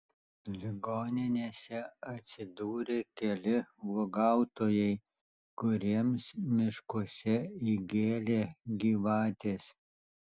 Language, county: Lithuanian, Alytus